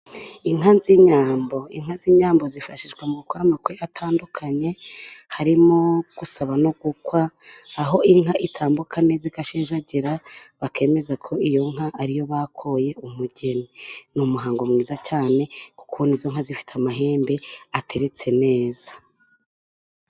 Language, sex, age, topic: Kinyarwanda, female, 25-35, government